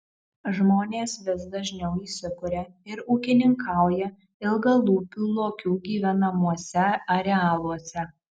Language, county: Lithuanian, Marijampolė